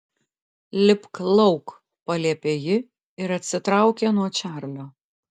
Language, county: Lithuanian, Klaipėda